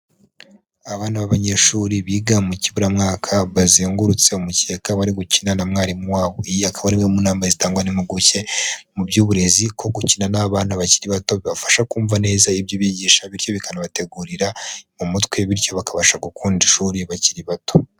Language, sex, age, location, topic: Kinyarwanda, male, 25-35, Huye, education